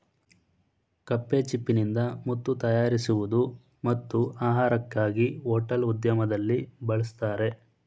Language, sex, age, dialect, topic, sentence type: Kannada, male, 18-24, Mysore Kannada, agriculture, statement